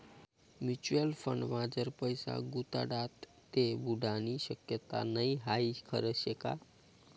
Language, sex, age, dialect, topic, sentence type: Marathi, male, 31-35, Northern Konkan, banking, statement